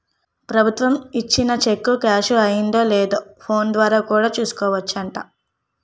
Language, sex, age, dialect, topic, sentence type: Telugu, female, 18-24, Utterandhra, banking, statement